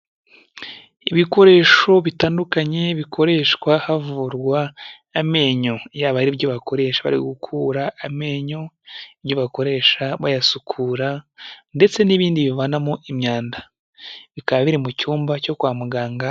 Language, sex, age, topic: Kinyarwanda, male, 18-24, health